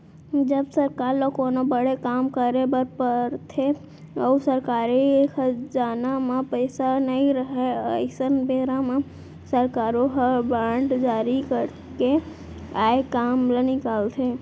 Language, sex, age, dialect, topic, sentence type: Chhattisgarhi, female, 18-24, Central, banking, statement